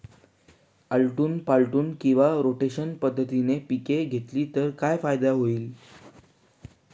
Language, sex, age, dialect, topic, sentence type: Marathi, male, 18-24, Northern Konkan, agriculture, question